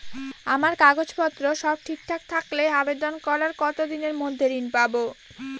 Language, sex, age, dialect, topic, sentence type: Bengali, female, 18-24, Northern/Varendri, banking, question